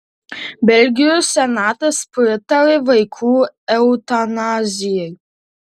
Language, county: Lithuanian, Tauragė